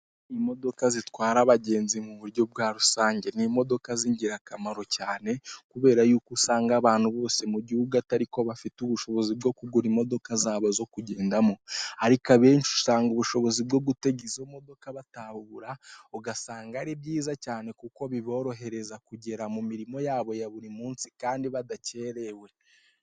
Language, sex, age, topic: Kinyarwanda, male, 18-24, government